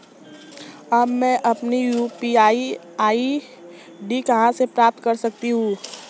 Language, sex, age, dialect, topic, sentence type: Hindi, male, 18-24, Marwari Dhudhari, banking, question